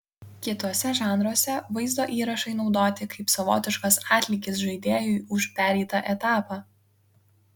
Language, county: Lithuanian, Kaunas